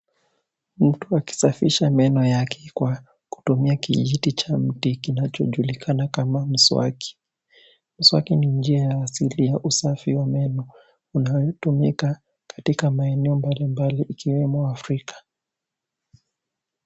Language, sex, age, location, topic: Swahili, female, 18-24, Nairobi, health